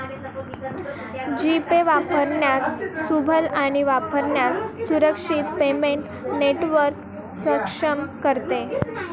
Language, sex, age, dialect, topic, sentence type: Marathi, female, 18-24, Northern Konkan, banking, statement